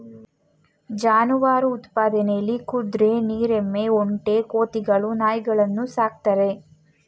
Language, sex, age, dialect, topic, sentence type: Kannada, female, 18-24, Mysore Kannada, agriculture, statement